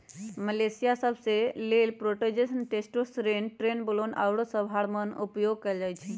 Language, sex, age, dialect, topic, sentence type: Magahi, female, 31-35, Western, agriculture, statement